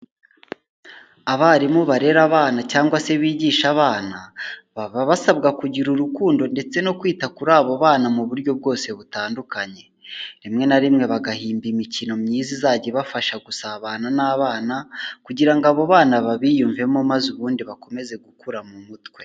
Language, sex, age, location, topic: Kinyarwanda, male, 18-24, Huye, health